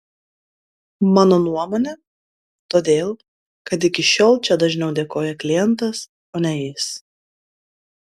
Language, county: Lithuanian, Klaipėda